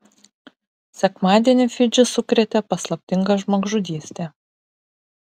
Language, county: Lithuanian, Vilnius